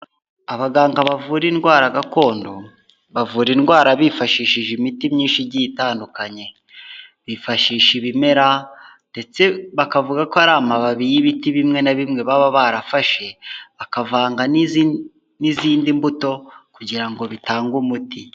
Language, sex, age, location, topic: Kinyarwanda, male, 18-24, Huye, health